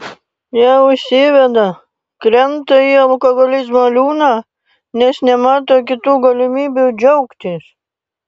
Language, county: Lithuanian, Panevėžys